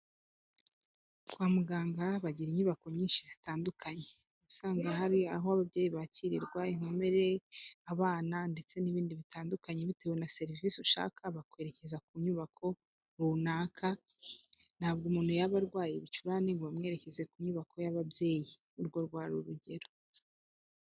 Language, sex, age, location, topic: Kinyarwanda, female, 18-24, Kigali, health